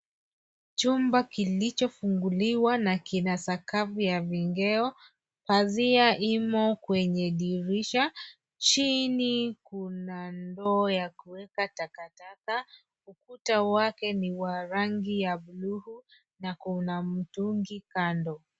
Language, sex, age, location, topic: Swahili, female, 25-35, Nairobi, health